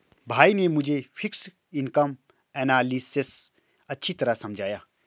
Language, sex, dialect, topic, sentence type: Hindi, male, Marwari Dhudhari, banking, statement